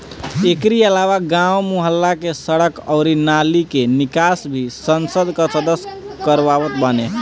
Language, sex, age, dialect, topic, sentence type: Bhojpuri, male, 25-30, Northern, banking, statement